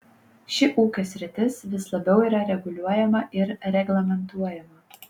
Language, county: Lithuanian, Panevėžys